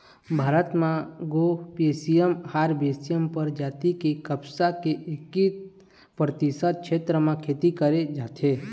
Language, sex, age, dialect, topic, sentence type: Chhattisgarhi, male, 60-100, Eastern, agriculture, statement